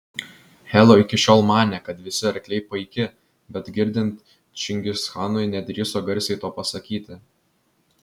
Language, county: Lithuanian, Vilnius